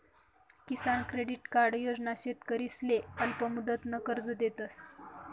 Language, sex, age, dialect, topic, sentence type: Marathi, female, 18-24, Northern Konkan, agriculture, statement